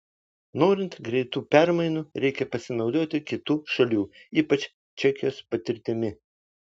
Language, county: Lithuanian, Vilnius